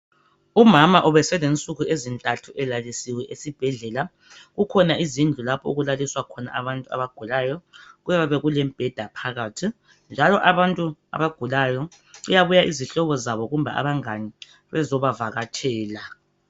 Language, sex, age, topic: North Ndebele, male, 50+, health